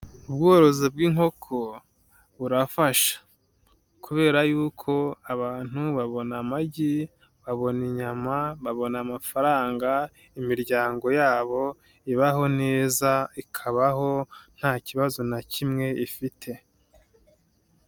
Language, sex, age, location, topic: Kinyarwanda, male, 18-24, Nyagatare, agriculture